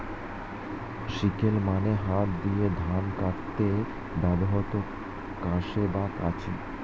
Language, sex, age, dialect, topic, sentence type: Bengali, male, 25-30, Standard Colloquial, agriculture, statement